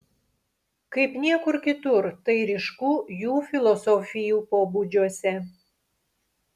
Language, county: Lithuanian, Panevėžys